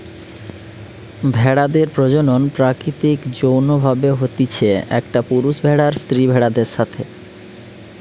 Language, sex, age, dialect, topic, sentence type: Bengali, male, 31-35, Western, agriculture, statement